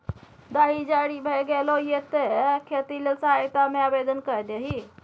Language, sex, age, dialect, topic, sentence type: Maithili, female, 60-100, Bajjika, agriculture, statement